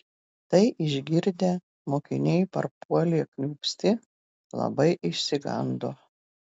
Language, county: Lithuanian, Telšiai